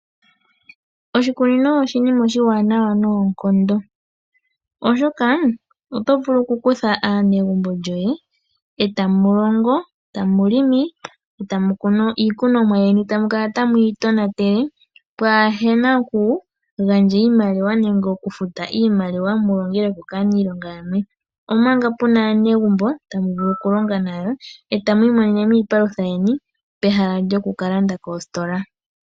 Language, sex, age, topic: Oshiwambo, male, 25-35, agriculture